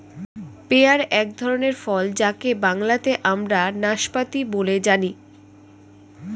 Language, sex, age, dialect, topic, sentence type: Bengali, female, 18-24, Standard Colloquial, agriculture, statement